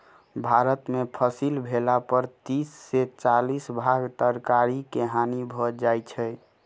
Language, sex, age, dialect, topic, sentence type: Maithili, male, 18-24, Southern/Standard, agriculture, statement